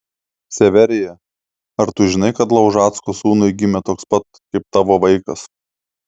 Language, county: Lithuanian, Klaipėda